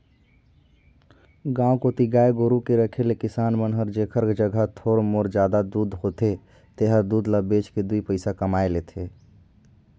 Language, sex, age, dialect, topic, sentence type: Chhattisgarhi, male, 18-24, Northern/Bhandar, agriculture, statement